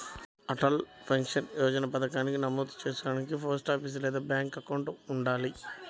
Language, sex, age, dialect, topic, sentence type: Telugu, male, 25-30, Central/Coastal, banking, statement